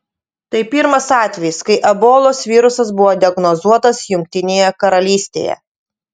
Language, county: Lithuanian, Utena